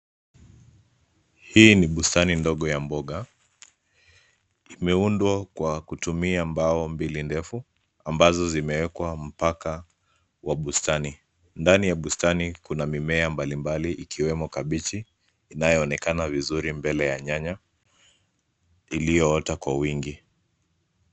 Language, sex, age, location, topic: Swahili, male, 25-35, Nairobi, agriculture